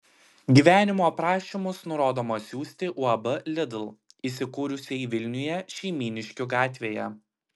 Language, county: Lithuanian, Klaipėda